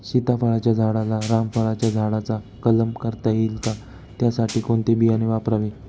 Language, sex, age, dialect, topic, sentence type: Marathi, male, 25-30, Northern Konkan, agriculture, question